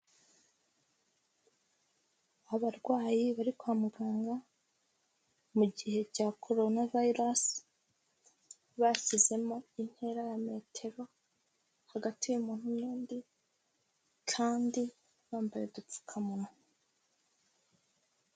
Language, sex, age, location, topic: Kinyarwanda, female, 18-24, Huye, health